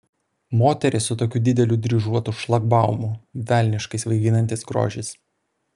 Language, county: Lithuanian, Vilnius